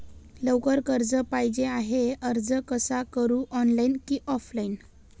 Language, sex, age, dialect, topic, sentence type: Marathi, female, 18-24, Northern Konkan, banking, question